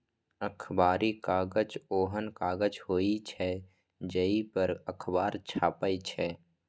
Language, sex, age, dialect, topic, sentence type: Maithili, male, 25-30, Eastern / Thethi, agriculture, statement